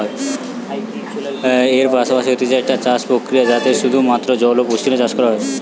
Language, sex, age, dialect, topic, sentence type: Bengali, male, 18-24, Western, agriculture, statement